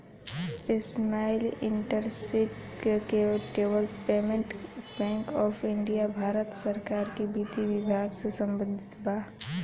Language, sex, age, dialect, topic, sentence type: Bhojpuri, female, <18, Southern / Standard, banking, statement